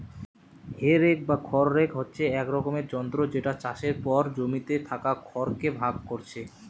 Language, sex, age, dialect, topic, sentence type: Bengali, male, 18-24, Western, agriculture, statement